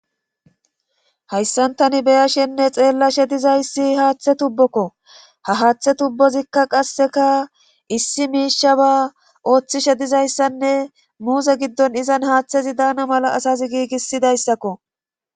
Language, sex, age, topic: Gamo, female, 36-49, government